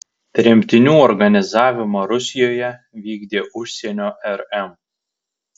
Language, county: Lithuanian, Tauragė